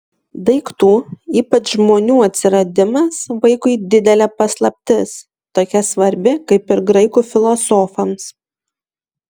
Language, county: Lithuanian, Šiauliai